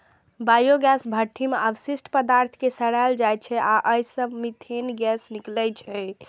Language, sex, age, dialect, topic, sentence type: Maithili, female, 18-24, Eastern / Thethi, agriculture, statement